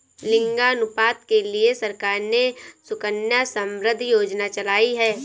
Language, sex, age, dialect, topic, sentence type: Hindi, female, 18-24, Awadhi Bundeli, banking, statement